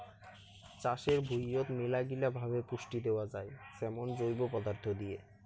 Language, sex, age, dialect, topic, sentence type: Bengali, male, 18-24, Rajbangshi, agriculture, statement